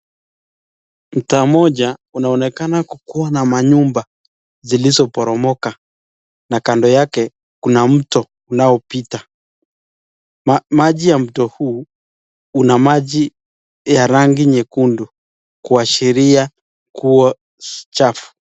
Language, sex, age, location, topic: Swahili, male, 25-35, Nakuru, health